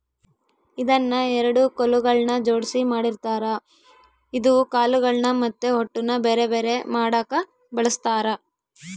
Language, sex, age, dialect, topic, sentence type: Kannada, female, 18-24, Central, agriculture, statement